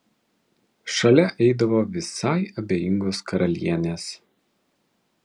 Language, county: Lithuanian, Vilnius